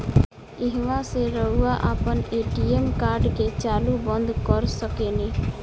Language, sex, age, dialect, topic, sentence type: Bhojpuri, female, 18-24, Southern / Standard, banking, statement